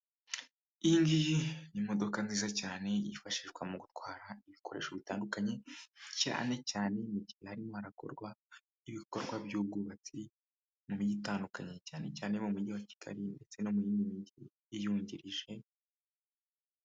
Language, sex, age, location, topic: Kinyarwanda, male, 25-35, Kigali, finance